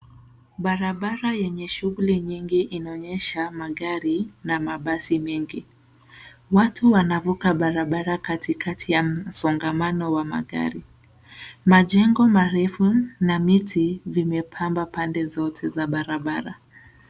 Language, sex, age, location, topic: Swahili, female, 18-24, Nairobi, government